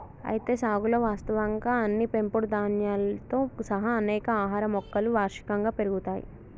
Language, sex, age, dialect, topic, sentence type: Telugu, male, 18-24, Telangana, agriculture, statement